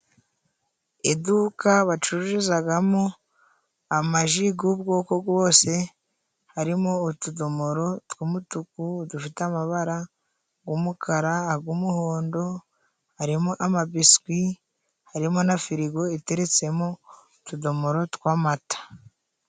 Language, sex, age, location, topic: Kinyarwanda, female, 25-35, Musanze, finance